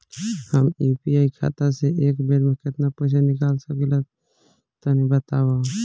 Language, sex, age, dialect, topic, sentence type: Bhojpuri, male, 18-24, Southern / Standard, banking, question